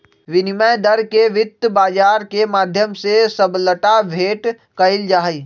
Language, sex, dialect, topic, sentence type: Magahi, male, Western, banking, statement